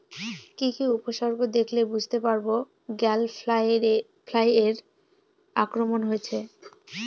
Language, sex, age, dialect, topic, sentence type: Bengali, female, 18-24, Northern/Varendri, agriculture, question